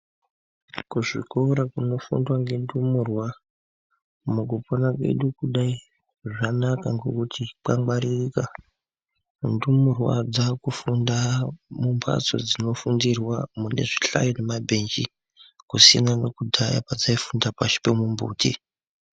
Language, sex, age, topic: Ndau, male, 18-24, education